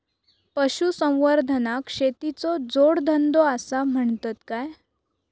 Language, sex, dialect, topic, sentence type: Marathi, female, Southern Konkan, agriculture, question